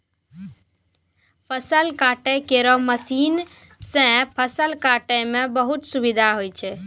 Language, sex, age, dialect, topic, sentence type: Maithili, female, 51-55, Angika, agriculture, statement